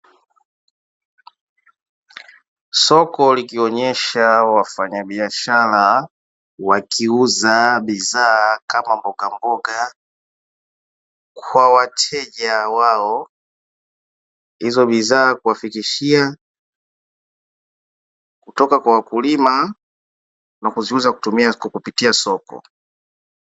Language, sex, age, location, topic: Swahili, male, 18-24, Dar es Salaam, finance